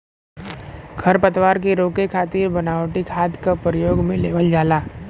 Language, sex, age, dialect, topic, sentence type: Bhojpuri, male, 25-30, Western, agriculture, statement